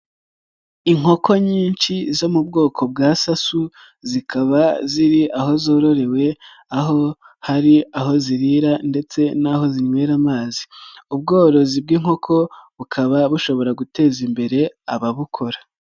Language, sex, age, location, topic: Kinyarwanda, male, 36-49, Nyagatare, agriculture